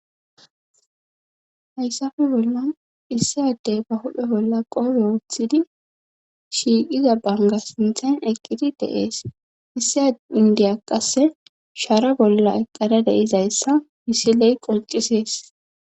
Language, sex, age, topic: Gamo, female, 25-35, government